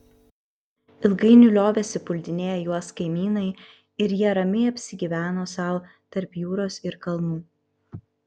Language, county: Lithuanian, Kaunas